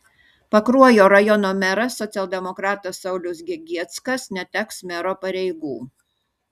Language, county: Lithuanian, Šiauliai